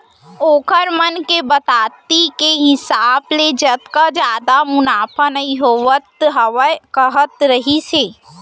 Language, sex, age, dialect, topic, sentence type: Chhattisgarhi, female, 18-24, Central, agriculture, statement